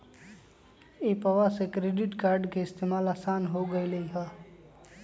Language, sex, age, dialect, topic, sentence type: Magahi, male, 25-30, Western, banking, statement